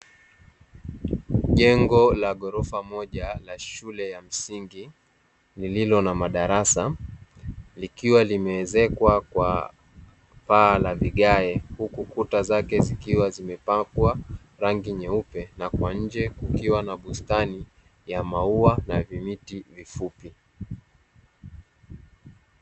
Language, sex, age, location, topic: Swahili, male, 18-24, Dar es Salaam, education